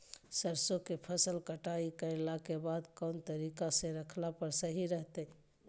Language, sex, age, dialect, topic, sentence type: Magahi, female, 25-30, Southern, agriculture, question